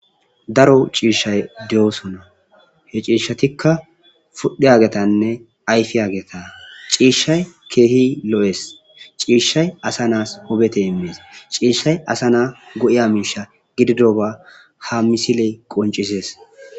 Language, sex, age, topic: Gamo, male, 25-35, agriculture